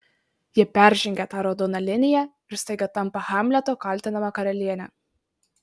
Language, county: Lithuanian, Marijampolė